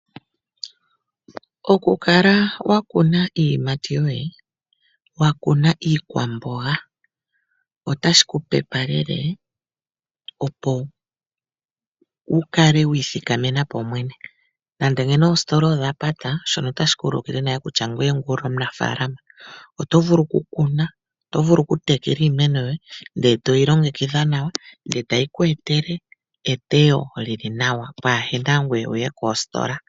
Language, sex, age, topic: Oshiwambo, female, 25-35, agriculture